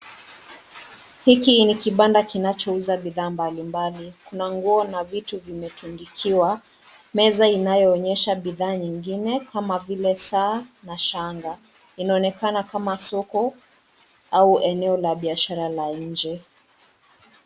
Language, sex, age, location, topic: Swahili, female, 25-35, Kisii, finance